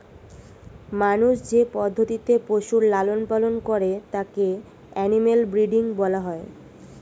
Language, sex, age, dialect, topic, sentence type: Bengali, female, 18-24, Standard Colloquial, agriculture, statement